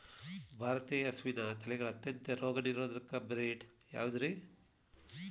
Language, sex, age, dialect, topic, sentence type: Kannada, male, 51-55, Dharwad Kannada, agriculture, question